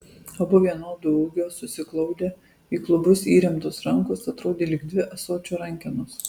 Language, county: Lithuanian, Alytus